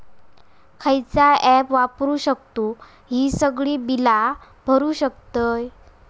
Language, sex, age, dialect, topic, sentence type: Marathi, female, 18-24, Southern Konkan, banking, question